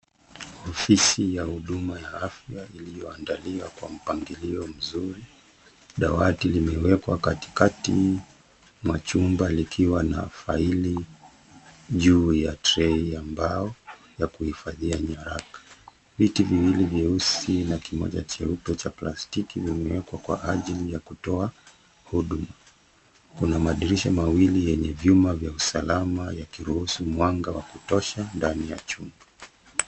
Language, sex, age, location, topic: Swahili, male, 36-49, Nairobi, health